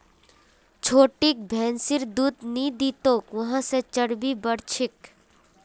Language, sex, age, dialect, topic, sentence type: Magahi, female, 18-24, Northeastern/Surjapuri, agriculture, statement